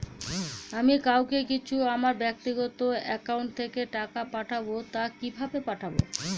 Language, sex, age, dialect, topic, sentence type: Bengali, female, 41-45, Northern/Varendri, banking, question